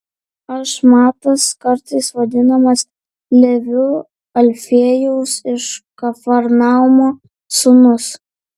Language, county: Lithuanian, Vilnius